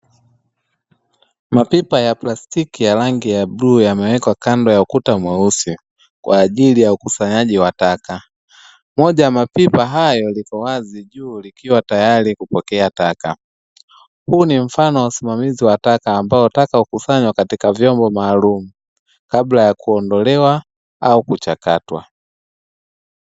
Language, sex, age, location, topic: Swahili, male, 25-35, Dar es Salaam, government